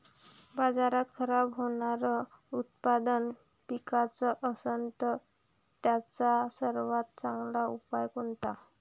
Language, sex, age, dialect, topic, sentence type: Marathi, female, 18-24, Varhadi, agriculture, statement